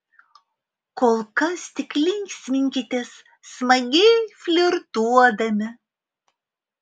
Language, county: Lithuanian, Alytus